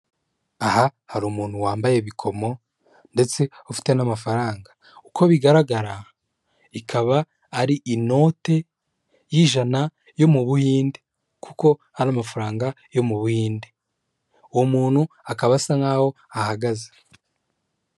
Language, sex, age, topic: Kinyarwanda, male, 25-35, finance